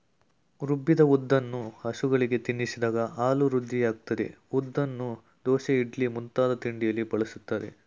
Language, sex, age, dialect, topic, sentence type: Kannada, male, 18-24, Mysore Kannada, agriculture, statement